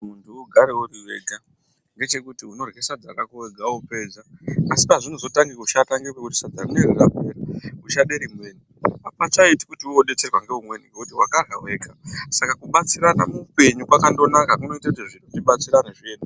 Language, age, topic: Ndau, 36-49, health